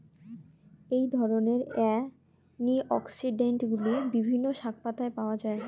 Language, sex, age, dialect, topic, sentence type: Bengali, female, 18-24, Rajbangshi, agriculture, question